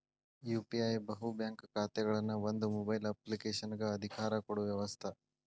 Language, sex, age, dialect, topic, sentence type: Kannada, male, 18-24, Dharwad Kannada, banking, statement